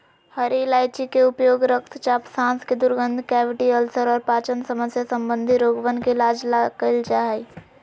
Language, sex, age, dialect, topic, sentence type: Magahi, female, 56-60, Western, agriculture, statement